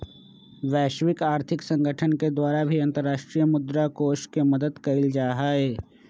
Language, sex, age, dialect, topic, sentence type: Magahi, male, 25-30, Western, banking, statement